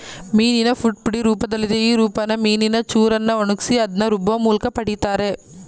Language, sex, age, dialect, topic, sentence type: Kannada, female, 25-30, Mysore Kannada, agriculture, statement